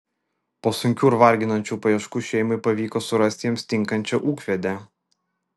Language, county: Lithuanian, Vilnius